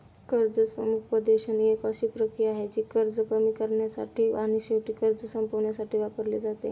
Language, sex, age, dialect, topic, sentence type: Marathi, female, 18-24, Standard Marathi, banking, statement